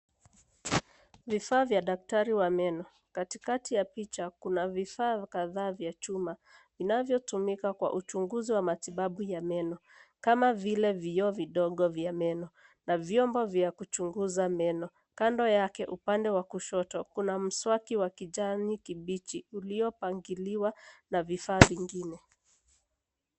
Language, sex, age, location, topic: Swahili, female, 25-35, Nairobi, health